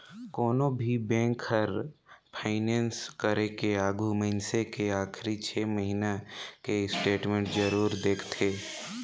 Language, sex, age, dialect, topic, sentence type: Chhattisgarhi, male, 18-24, Northern/Bhandar, banking, statement